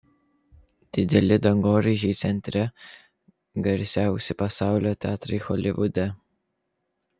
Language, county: Lithuanian, Vilnius